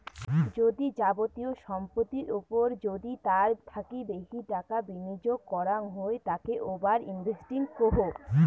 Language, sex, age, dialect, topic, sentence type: Bengali, female, 18-24, Rajbangshi, banking, statement